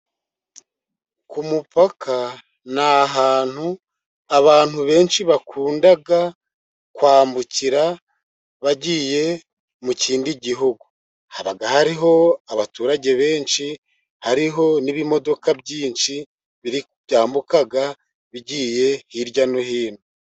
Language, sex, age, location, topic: Kinyarwanda, male, 50+, Musanze, government